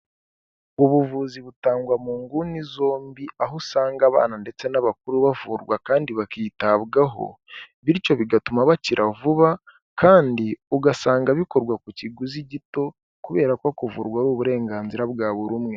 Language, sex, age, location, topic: Kinyarwanda, male, 18-24, Kigali, health